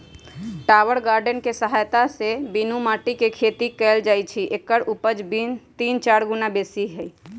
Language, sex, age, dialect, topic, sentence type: Magahi, female, 31-35, Western, agriculture, statement